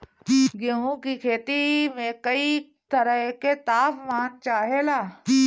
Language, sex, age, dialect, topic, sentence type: Bhojpuri, female, 31-35, Northern, agriculture, question